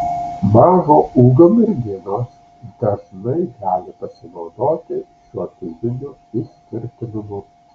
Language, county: Lithuanian, Alytus